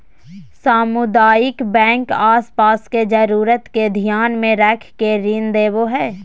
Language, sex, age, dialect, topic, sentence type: Magahi, female, 18-24, Southern, banking, statement